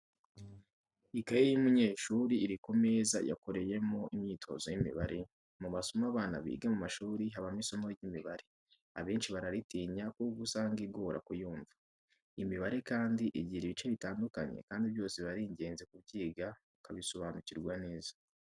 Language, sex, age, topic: Kinyarwanda, male, 18-24, education